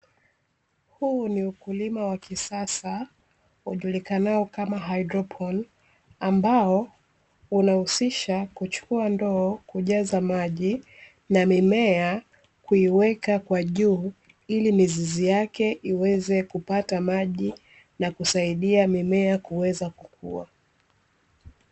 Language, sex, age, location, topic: Swahili, female, 25-35, Dar es Salaam, agriculture